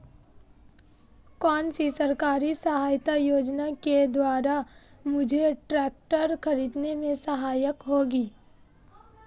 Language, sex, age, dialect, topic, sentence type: Hindi, female, 18-24, Marwari Dhudhari, agriculture, question